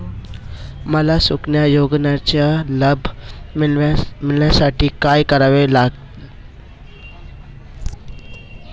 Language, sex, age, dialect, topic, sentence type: Marathi, male, 18-24, Standard Marathi, banking, question